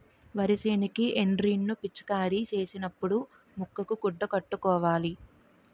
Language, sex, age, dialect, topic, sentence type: Telugu, female, 18-24, Utterandhra, agriculture, statement